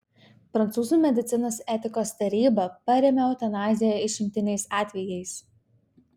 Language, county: Lithuanian, Vilnius